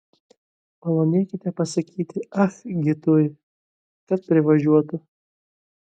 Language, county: Lithuanian, Vilnius